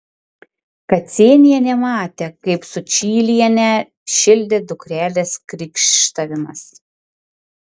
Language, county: Lithuanian, Klaipėda